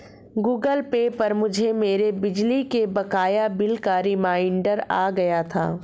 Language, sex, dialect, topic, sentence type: Hindi, female, Marwari Dhudhari, banking, statement